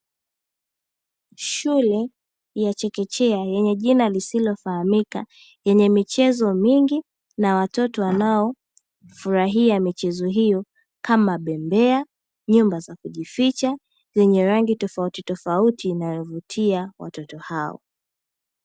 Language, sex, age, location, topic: Swahili, female, 18-24, Dar es Salaam, education